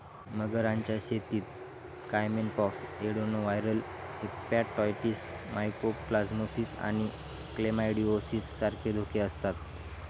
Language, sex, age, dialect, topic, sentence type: Marathi, male, 41-45, Southern Konkan, agriculture, statement